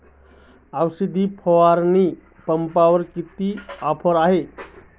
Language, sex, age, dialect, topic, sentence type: Marathi, male, 36-40, Standard Marathi, agriculture, question